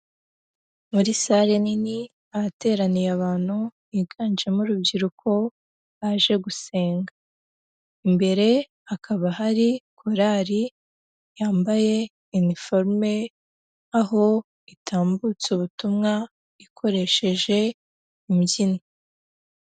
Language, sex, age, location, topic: Kinyarwanda, female, 18-24, Huye, education